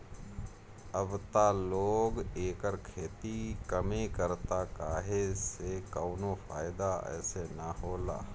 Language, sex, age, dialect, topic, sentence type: Bhojpuri, male, 31-35, Northern, agriculture, statement